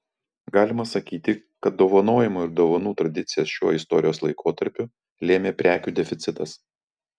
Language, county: Lithuanian, Vilnius